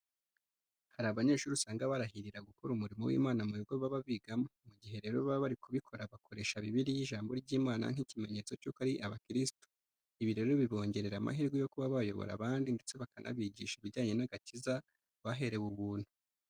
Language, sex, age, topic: Kinyarwanda, male, 25-35, education